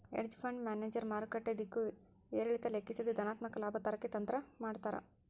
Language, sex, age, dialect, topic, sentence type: Kannada, male, 60-100, Central, banking, statement